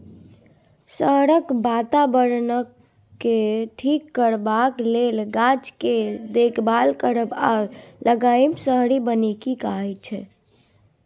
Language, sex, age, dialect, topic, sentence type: Maithili, female, 18-24, Bajjika, agriculture, statement